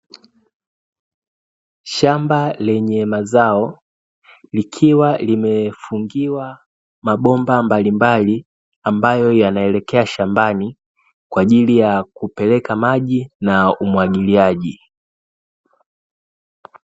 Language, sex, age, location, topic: Swahili, male, 18-24, Dar es Salaam, agriculture